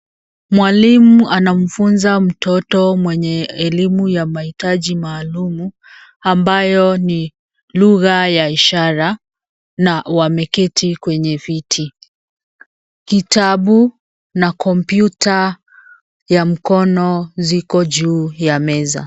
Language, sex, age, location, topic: Swahili, female, 36-49, Nairobi, education